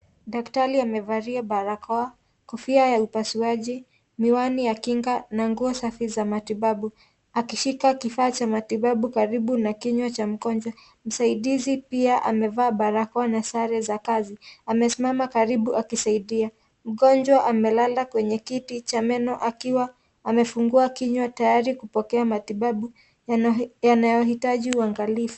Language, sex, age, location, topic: Swahili, female, 18-24, Kisii, health